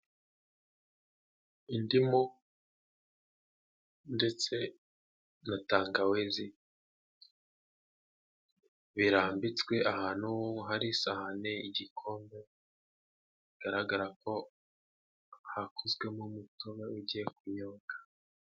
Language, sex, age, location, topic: Kinyarwanda, male, 18-24, Huye, health